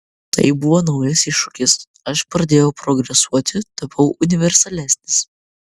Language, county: Lithuanian, Vilnius